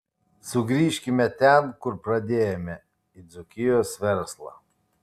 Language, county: Lithuanian, Kaunas